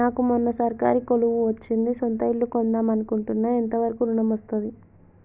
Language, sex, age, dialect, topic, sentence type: Telugu, female, 18-24, Telangana, banking, question